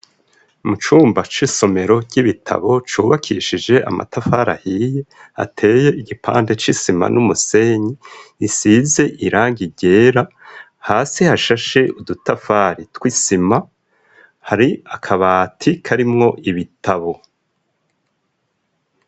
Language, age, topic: Rundi, 25-35, education